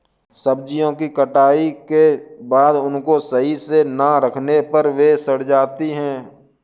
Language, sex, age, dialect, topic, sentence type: Hindi, male, 18-24, Kanauji Braj Bhasha, agriculture, statement